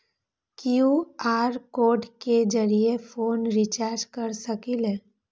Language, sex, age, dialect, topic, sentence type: Magahi, female, 18-24, Western, banking, question